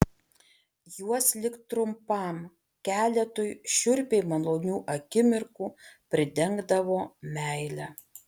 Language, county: Lithuanian, Alytus